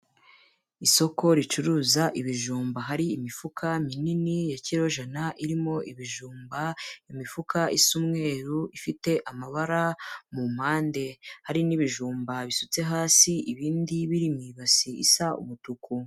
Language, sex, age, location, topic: Kinyarwanda, female, 18-24, Kigali, agriculture